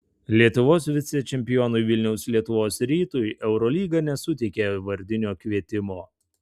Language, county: Lithuanian, Tauragė